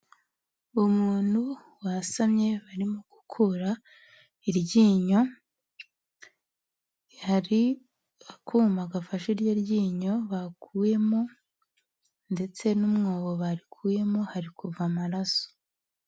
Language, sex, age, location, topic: Kinyarwanda, female, 18-24, Huye, health